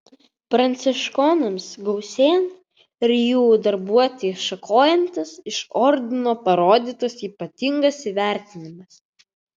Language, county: Lithuanian, Vilnius